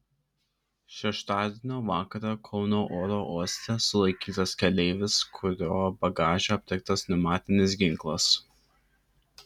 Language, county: Lithuanian, Klaipėda